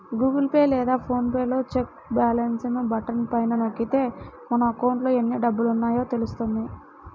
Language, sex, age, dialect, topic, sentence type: Telugu, female, 18-24, Central/Coastal, banking, statement